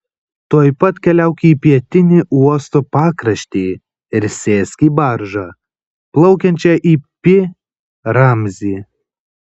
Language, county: Lithuanian, Kaunas